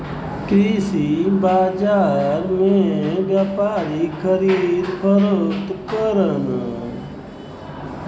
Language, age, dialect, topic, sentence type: Bhojpuri, 25-30, Western, agriculture, statement